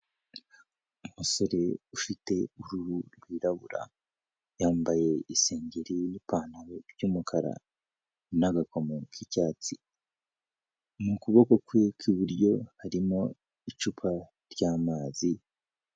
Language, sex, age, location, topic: Kinyarwanda, male, 18-24, Kigali, health